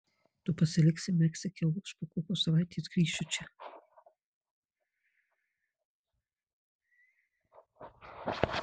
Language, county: Lithuanian, Marijampolė